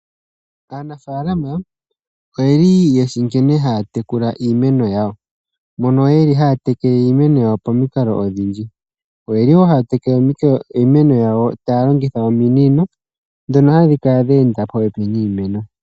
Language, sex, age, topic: Oshiwambo, female, 18-24, agriculture